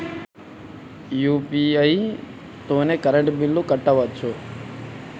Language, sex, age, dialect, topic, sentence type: Telugu, male, 18-24, Telangana, banking, question